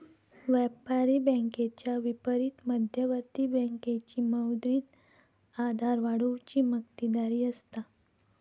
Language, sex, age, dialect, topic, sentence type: Marathi, female, 46-50, Southern Konkan, banking, statement